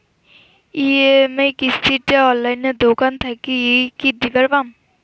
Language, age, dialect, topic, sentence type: Bengali, <18, Rajbangshi, banking, question